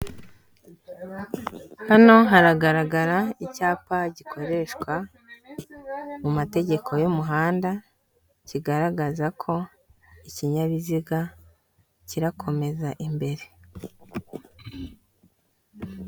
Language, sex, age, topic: Kinyarwanda, female, 18-24, government